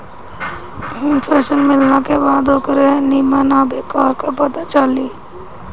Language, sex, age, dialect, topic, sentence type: Bhojpuri, female, 18-24, Northern, agriculture, statement